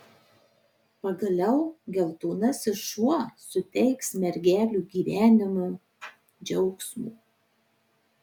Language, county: Lithuanian, Marijampolė